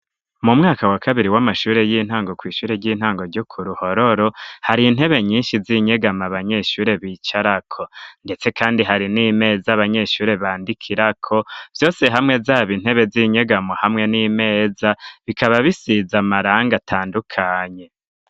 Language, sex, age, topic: Rundi, male, 25-35, education